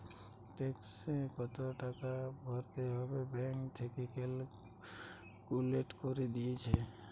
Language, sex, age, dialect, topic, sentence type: Bengali, male, 18-24, Western, banking, statement